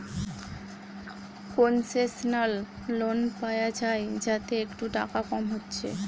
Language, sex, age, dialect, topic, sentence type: Bengali, female, 18-24, Western, banking, statement